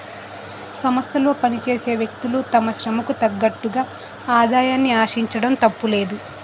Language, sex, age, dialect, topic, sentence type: Telugu, female, 18-24, Utterandhra, banking, statement